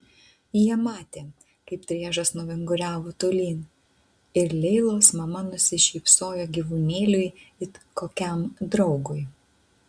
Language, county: Lithuanian, Utena